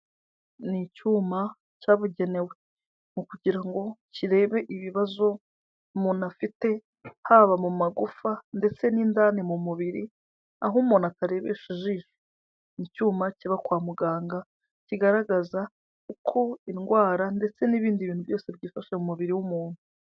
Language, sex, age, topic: Kinyarwanda, female, 25-35, health